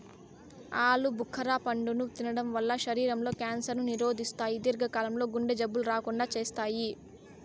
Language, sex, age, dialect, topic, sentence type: Telugu, female, 18-24, Southern, agriculture, statement